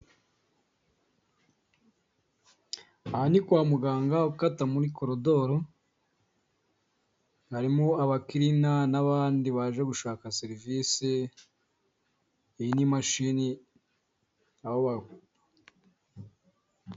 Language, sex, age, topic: Kinyarwanda, male, 25-35, health